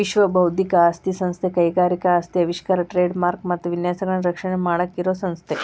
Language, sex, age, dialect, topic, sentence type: Kannada, female, 36-40, Dharwad Kannada, banking, statement